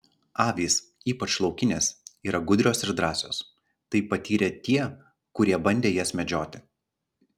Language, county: Lithuanian, Klaipėda